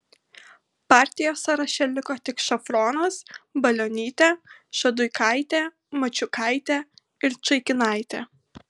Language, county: Lithuanian, Kaunas